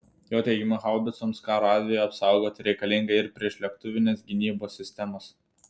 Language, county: Lithuanian, Telšiai